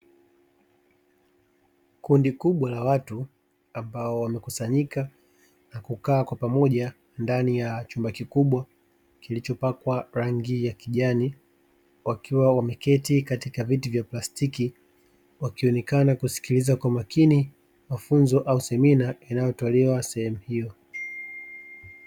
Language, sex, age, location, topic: Swahili, male, 36-49, Dar es Salaam, education